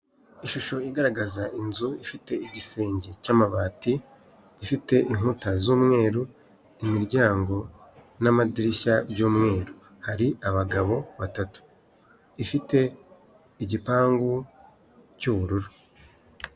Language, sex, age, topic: Kinyarwanda, male, 18-24, finance